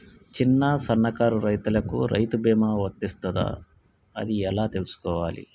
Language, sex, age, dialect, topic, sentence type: Telugu, male, 36-40, Telangana, agriculture, question